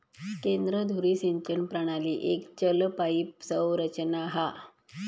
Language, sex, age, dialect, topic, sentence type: Marathi, female, 31-35, Southern Konkan, agriculture, statement